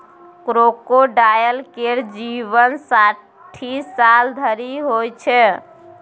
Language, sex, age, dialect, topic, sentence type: Maithili, female, 18-24, Bajjika, agriculture, statement